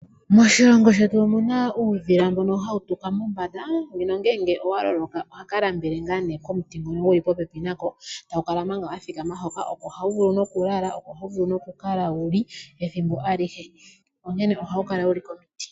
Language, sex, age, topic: Oshiwambo, female, 18-24, agriculture